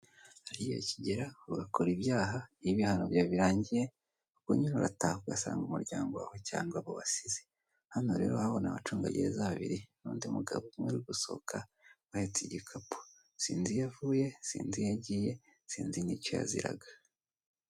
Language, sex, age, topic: Kinyarwanda, male, 18-24, government